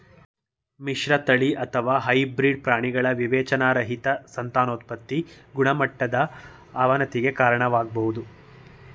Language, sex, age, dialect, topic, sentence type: Kannada, male, 18-24, Mysore Kannada, agriculture, statement